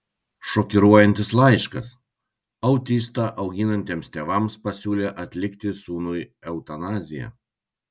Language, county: Lithuanian, Kaunas